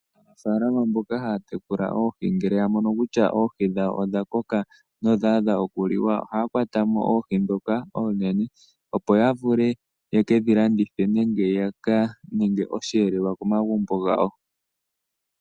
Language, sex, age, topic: Oshiwambo, female, 18-24, agriculture